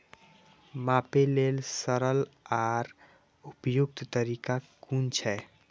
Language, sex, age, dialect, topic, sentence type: Maithili, male, 18-24, Eastern / Thethi, agriculture, question